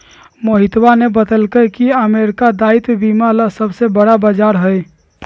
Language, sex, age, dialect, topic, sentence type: Magahi, male, 18-24, Western, banking, statement